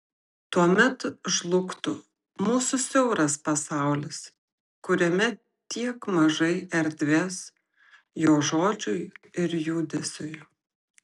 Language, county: Lithuanian, Šiauliai